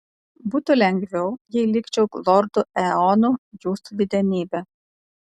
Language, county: Lithuanian, Kaunas